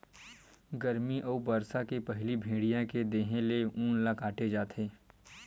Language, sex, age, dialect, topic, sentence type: Chhattisgarhi, male, 18-24, Western/Budati/Khatahi, agriculture, statement